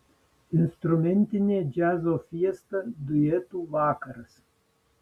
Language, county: Lithuanian, Vilnius